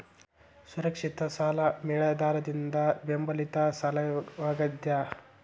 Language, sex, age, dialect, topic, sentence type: Kannada, male, 46-50, Dharwad Kannada, banking, statement